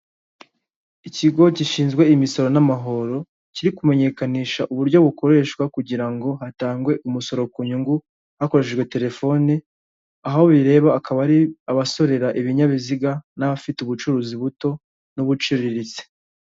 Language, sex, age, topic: Kinyarwanda, male, 18-24, government